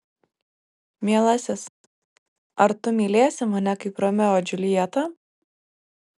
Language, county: Lithuanian, Vilnius